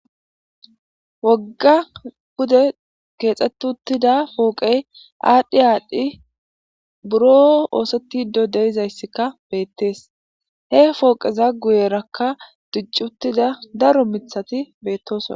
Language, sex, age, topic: Gamo, female, 18-24, government